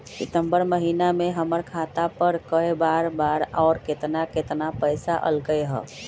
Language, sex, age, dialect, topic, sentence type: Magahi, male, 41-45, Western, banking, question